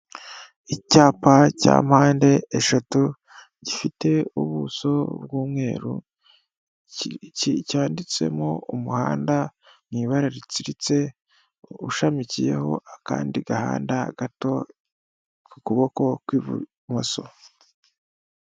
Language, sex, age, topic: Kinyarwanda, female, 36-49, government